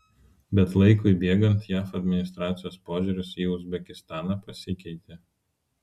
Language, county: Lithuanian, Vilnius